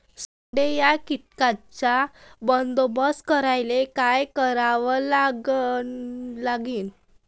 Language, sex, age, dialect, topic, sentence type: Marathi, female, 18-24, Varhadi, agriculture, question